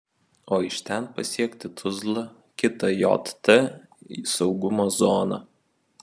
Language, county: Lithuanian, Vilnius